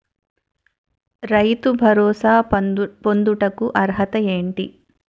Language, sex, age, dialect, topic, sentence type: Telugu, female, 41-45, Utterandhra, agriculture, question